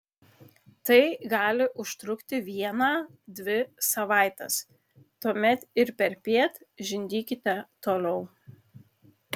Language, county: Lithuanian, Kaunas